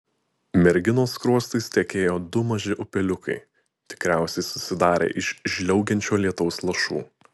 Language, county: Lithuanian, Utena